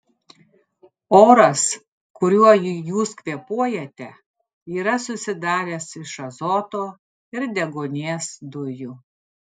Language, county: Lithuanian, Klaipėda